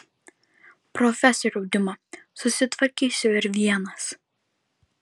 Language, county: Lithuanian, Vilnius